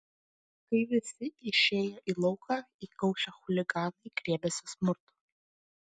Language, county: Lithuanian, Klaipėda